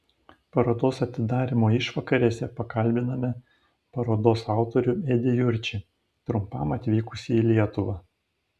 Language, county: Lithuanian, Panevėžys